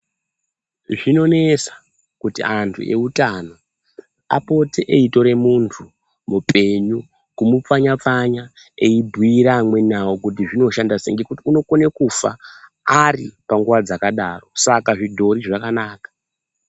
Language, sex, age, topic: Ndau, male, 25-35, health